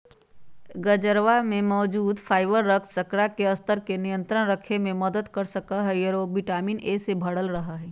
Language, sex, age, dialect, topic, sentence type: Magahi, female, 46-50, Western, agriculture, statement